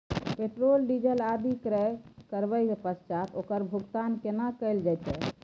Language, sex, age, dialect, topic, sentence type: Maithili, female, 18-24, Bajjika, banking, question